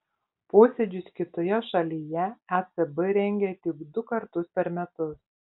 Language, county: Lithuanian, Panevėžys